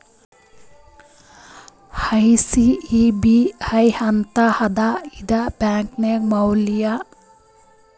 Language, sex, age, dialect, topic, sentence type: Kannada, female, 25-30, Northeastern, banking, statement